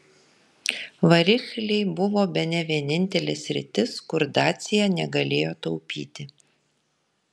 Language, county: Lithuanian, Kaunas